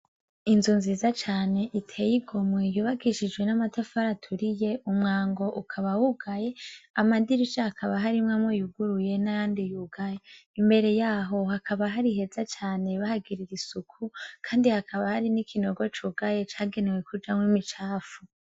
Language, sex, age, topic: Rundi, female, 18-24, education